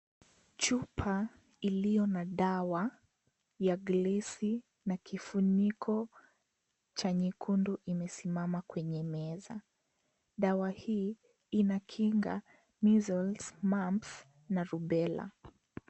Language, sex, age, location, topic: Swahili, female, 18-24, Kisii, health